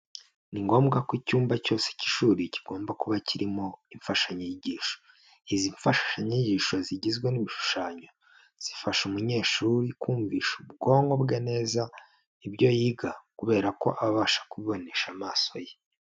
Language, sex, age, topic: Kinyarwanda, male, 25-35, education